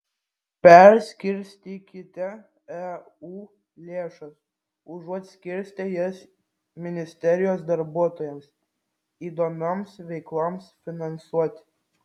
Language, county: Lithuanian, Vilnius